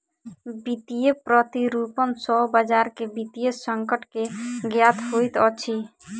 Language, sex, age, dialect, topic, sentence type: Maithili, female, 18-24, Southern/Standard, banking, statement